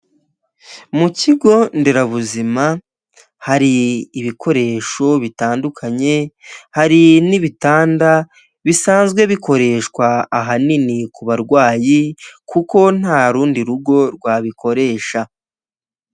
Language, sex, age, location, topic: Kinyarwanda, male, 18-24, Huye, health